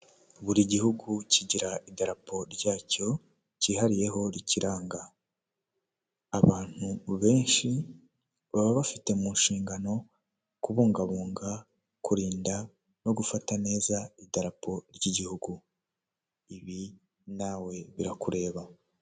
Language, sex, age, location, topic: Kinyarwanda, male, 18-24, Huye, government